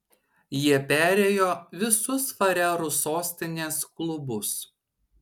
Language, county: Lithuanian, Šiauliai